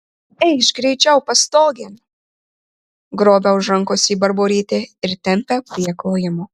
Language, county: Lithuanian, Marijampolė